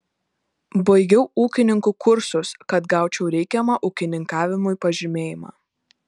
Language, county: Lithuanian, Panevėžys